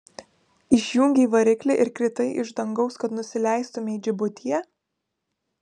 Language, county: Lithuanian, Vilnius